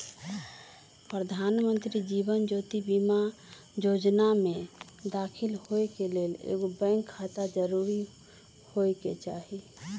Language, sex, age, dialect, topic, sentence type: Magahi, female, 36-40, Western, banking, statement